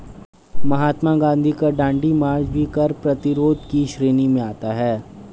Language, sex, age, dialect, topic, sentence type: Hindi, male, 18-24, Hindustani Malvi Khadi Boli, banking, statement